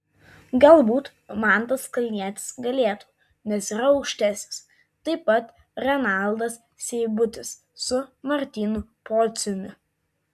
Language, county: Lithuanian, Vilnius